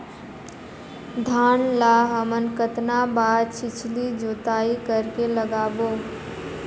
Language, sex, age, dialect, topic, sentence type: Chhattisgarhi, female, 51-55, Northern/Bhandar, agriculture, question